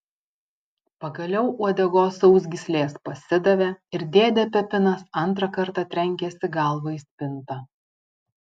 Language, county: Lithuanian, Vilnius